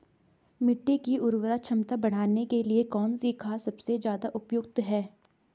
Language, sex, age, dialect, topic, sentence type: Hindi, female, 18-24, Garhwali, agriculture, question